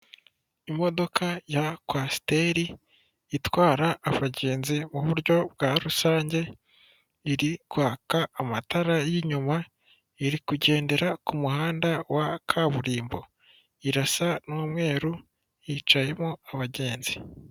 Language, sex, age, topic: Kinyarwanda, male, 18-24, government